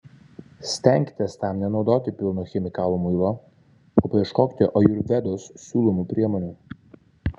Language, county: Lithuanian, Vilnius